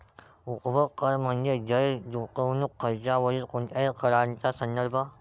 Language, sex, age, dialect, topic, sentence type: Marathi, male, 18-24, Varhadi, banking, statement